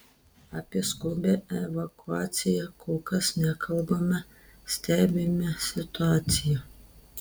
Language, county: Lithuanian, Telšiai